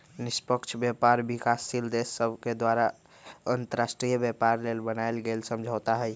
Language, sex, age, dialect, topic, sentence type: Magahi, male, 18-24, Western, banking, statement